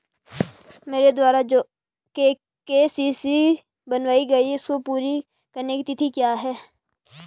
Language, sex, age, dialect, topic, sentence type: Hindi, female, 25-30, Garhwali, banking, question